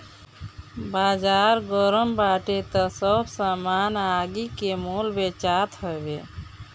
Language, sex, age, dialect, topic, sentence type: Bhojpuri, female, 36-40, Northern, banking, statement